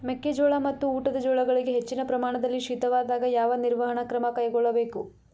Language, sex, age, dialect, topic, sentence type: Kannada, female, 25-30, Mysore Kannada, agriculture, question